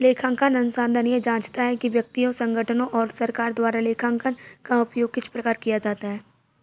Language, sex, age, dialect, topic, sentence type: Hindi, female, 46-50, Kanauji Braj Bhasha, banking, statement